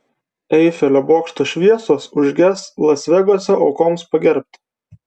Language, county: Lithuanian, Vilnius